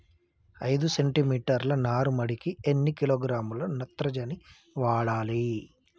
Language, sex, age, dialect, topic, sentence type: Telugu, male, 25-30, Telangana, agriculture, question